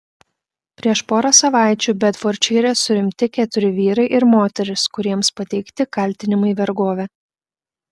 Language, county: Lithuanian, Klaipėda